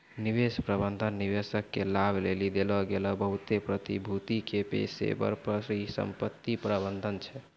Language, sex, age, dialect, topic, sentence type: Maithili, male, 18-24, Angika, banking, statement